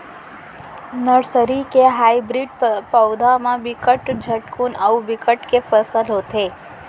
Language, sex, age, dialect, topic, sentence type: Chhattisgarhi, female, 18-24, Central, agriculture, statement